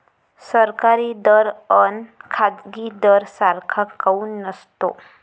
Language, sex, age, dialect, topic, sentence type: Marathi, female, 18-24, Varhadi, agriculture, question